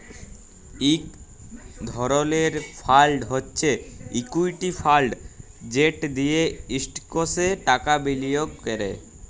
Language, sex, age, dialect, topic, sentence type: Bengali, female, 18-24, Jharkhandi, banking, statement